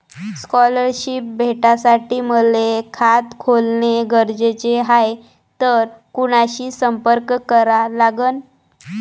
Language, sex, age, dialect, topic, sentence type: Marathi, female, 18-24, Varhadi, banking, question